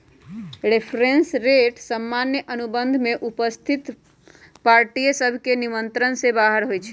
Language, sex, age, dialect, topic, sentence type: Magahi, female, 31-35, Western, banking, statement